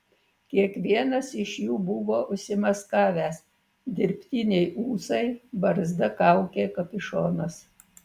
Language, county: Lithuanian, Vilnius